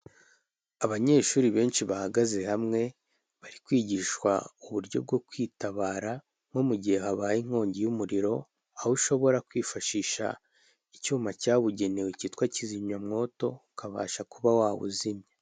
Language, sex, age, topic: Kinyarwanda, male, 18-24, government